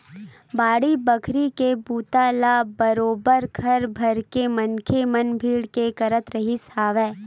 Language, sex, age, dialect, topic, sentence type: Chhattisgarhi, female, 18-24, Western/Budati/Khatahi, banking, statement